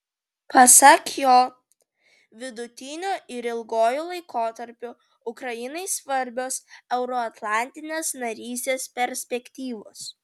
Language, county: Lithuanian, Vilnius